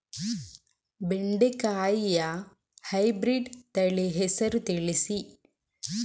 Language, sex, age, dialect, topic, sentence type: Kannada, female, 18-24, Coastal/Dakshin, agriculture, question